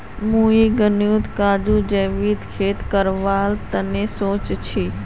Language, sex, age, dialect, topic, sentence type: Magahi, female, 18-24, Northeastern/Surjapuri, agriculture, statement